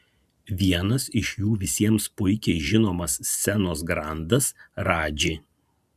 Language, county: Lithuanian, Kaunas